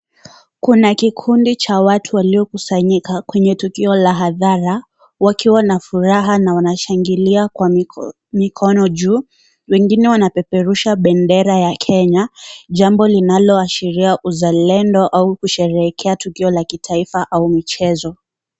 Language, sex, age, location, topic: Swahili, female, 18-24, Kisii, government